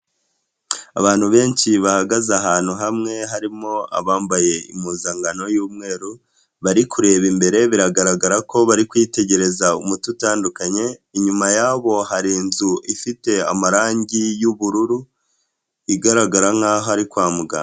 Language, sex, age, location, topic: Kinyarwanda, female, 18-24, Huye, health